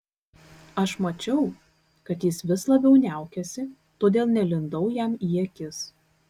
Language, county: Lithuanian, Kaunas